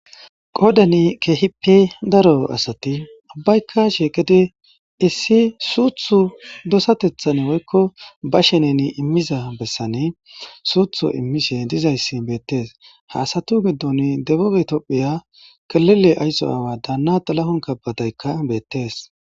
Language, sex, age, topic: Gamo, male, 18-24, government